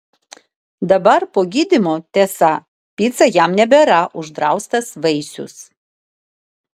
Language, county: Lithuanian, Vilnius